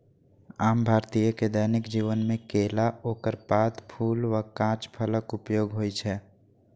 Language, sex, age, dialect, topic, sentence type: Maithili, male, 18-24, Eastern / Thethi, agriculture, statement